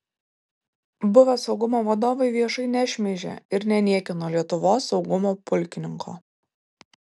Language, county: Lithuanian, Vilnius